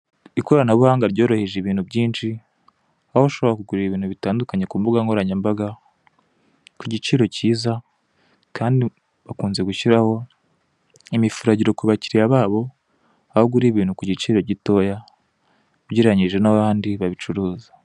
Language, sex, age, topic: Kinyarwanda, male, 18-24, finance